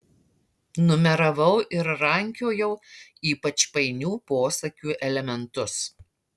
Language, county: Lithuanian, Marijampolė